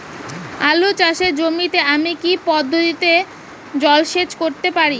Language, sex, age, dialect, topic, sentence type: Bengali, female, 18-24, Rajbangshi, agriculture, question